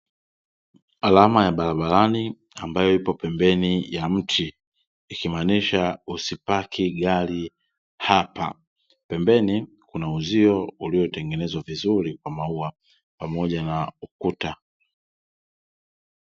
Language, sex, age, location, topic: Swahili, male, 36-49, Dar es Salaam, government